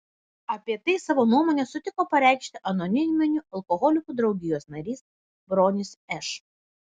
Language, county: Lithuanian, Vilnius